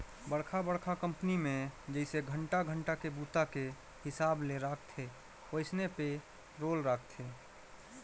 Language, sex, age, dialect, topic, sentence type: Chhattisgarhi, male, 31-35, Northern/Bhandar, banking, statement